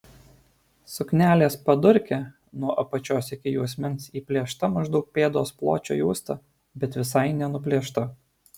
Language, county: Lithuanian, Alytus